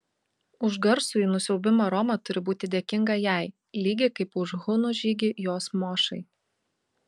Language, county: Lithuanian, Kaunas